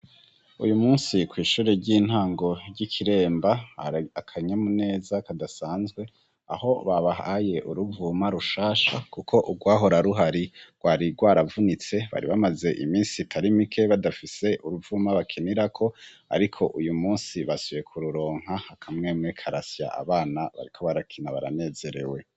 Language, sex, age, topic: Rundi, male, 25-35, education